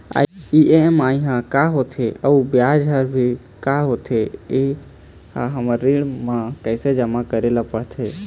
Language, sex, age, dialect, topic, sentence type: Chhattisgarhi, male, 18-24, Eastern, banking, question